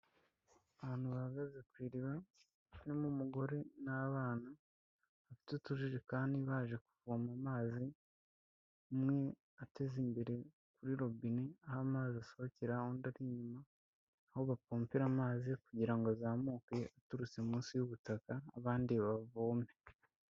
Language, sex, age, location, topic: Kinyarwanda, female, 25-35, Kigali, health